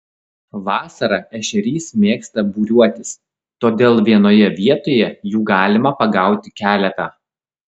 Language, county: Lithuanian, Klaipėda